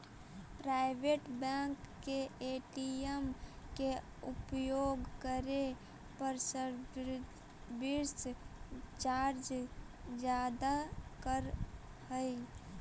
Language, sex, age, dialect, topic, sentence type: Magahi, female, 18-24, Central/Standard, agriculture, statement